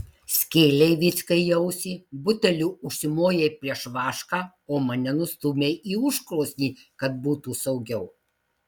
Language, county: Lithuanian, Marijampolė